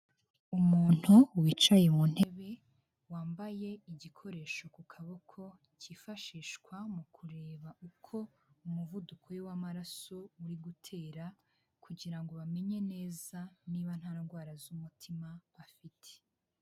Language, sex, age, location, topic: Kinyarwanda, female, 18-24, Huye, health